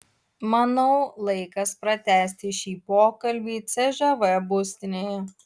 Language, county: Lithuanian, Utena